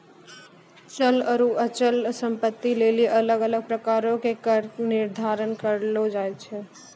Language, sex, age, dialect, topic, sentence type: Maithili, female, 18-24, Angika, banking, statement